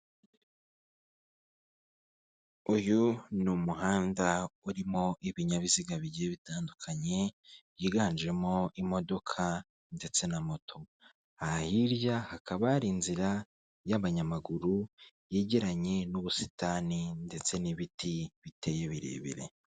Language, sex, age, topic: Kinyarwanda, male, 25-35, government